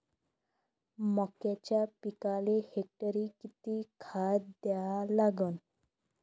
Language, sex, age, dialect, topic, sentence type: Marathi, female, 25-30, Varhadi, agriculture, question